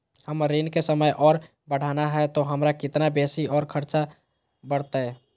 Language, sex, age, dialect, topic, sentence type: Magahi, female, 18-24, Southern, banking, question